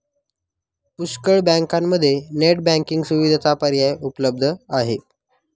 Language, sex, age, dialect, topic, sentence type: Marathi, male, 36-40, Northern Konkan, banking, statement